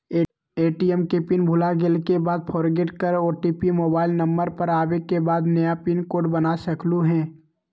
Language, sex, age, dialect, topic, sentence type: Magahi, male, 18-24, Western, banking, question